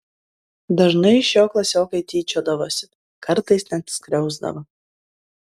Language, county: Lithuanian, Klaipėda